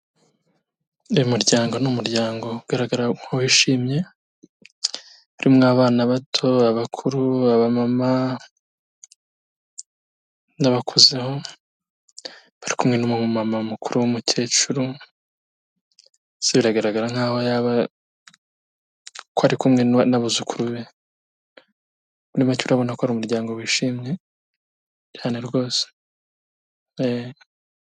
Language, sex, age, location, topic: Kinyarwanda, male, 25-35, Kigali, health